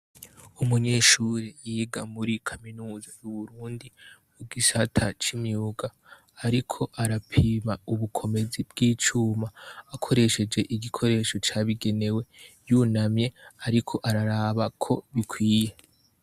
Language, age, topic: Rundi, 18-24, education